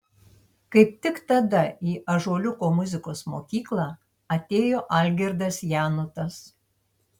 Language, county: Lithuanian, Tauragė